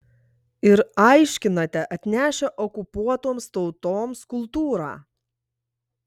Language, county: Lithuanian, Klaipėda